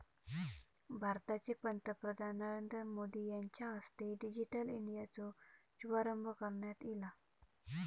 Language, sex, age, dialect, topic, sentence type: Marathi, male, 31-35, Southern Konkan, banking, statement